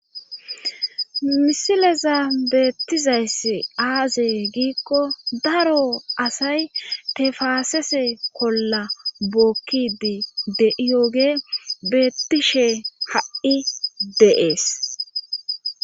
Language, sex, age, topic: Gamo, female, 25-35, government